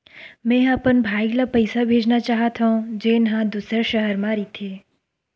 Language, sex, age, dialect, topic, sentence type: Chhattisgarhi, female, 25-30, Western/Budati/Khatahi, banking, statement